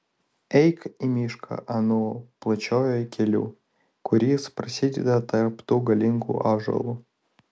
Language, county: Lithuanian, Vilnius